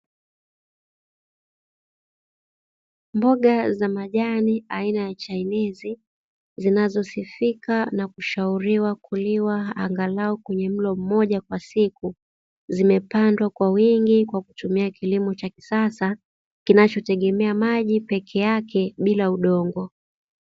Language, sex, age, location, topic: Swahili, female, 25-35, Dar es Salaam, agriculture